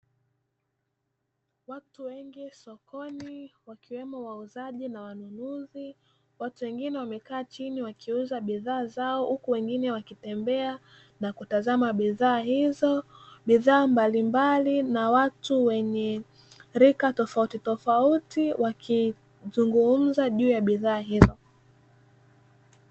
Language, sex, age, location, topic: Swahili, female, 18-24, Dar es Salaam, finance